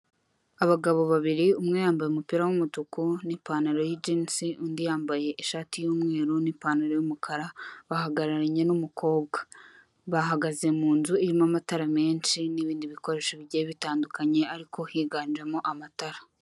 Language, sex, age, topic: Kinyarwanda, female, 18-24, finance